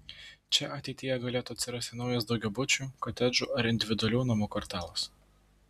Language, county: Lithuanian, Vilnius